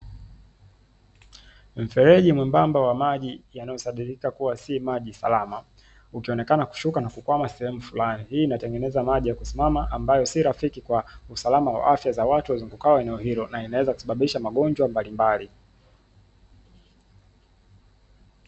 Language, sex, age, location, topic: Swahili, male, 18-24, Dar es Salaam, government